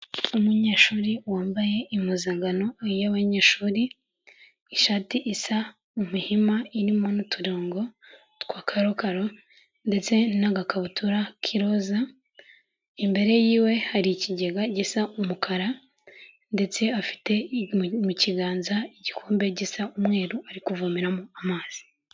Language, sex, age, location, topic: Kinyarwanda, female, 18-24, Kigali, health